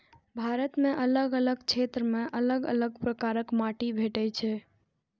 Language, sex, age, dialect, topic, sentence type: Maithili, female, 18-24, Eastern / Thethi, agriculture, statement